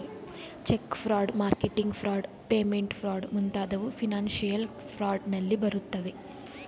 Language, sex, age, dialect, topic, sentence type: Kannada, female, 18-24, Mysore Kannada, banking, statement